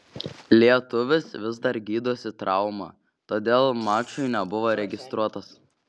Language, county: Lithuanian, Šiauliai